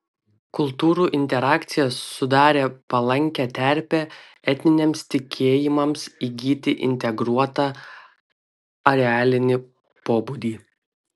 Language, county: Lithuanian, Utena